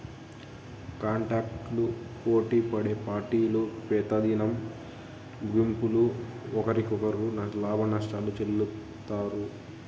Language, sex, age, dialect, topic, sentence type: Telugu, male, 31-35, Southern, banking, statement